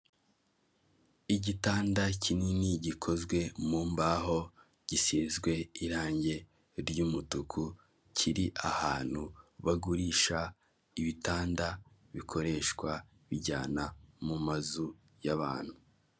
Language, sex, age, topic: Kinyarwanda, male, 18-24, finance